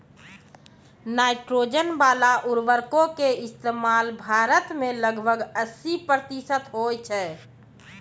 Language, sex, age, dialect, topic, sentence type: Maithili, female, 36-40, Angika, agriculture, statement